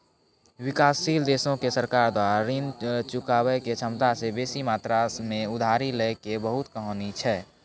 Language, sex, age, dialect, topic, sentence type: Maithili, male, 18-24, Angika, banking, statement